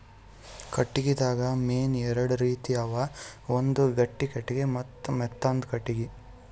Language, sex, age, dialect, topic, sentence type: Kannada, male, 18-24, Northeastern, agriculture, statement